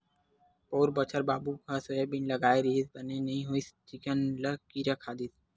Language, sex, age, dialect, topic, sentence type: Chhattisgarhi, male, 18-24, Western/Budati/Khatahi, agriculture, statement